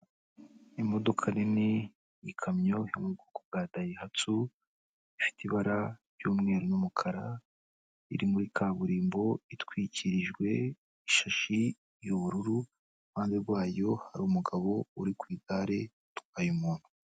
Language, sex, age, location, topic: Kinyarwanda, male, 18-24, Kigali, government